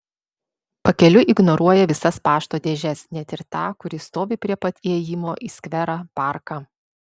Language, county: Lithuanian, Vilnius